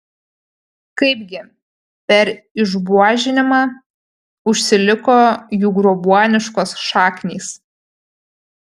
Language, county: Lithuanian, Panevėžys